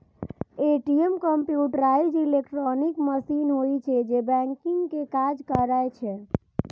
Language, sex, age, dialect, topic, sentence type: Maithili, female, 18-24, Eastern / Thethi, banking, statement